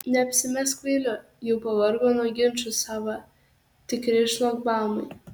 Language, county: Lithuanian, Kaunas